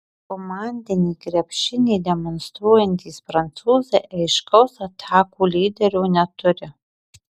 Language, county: Lithuanian, Marijampolė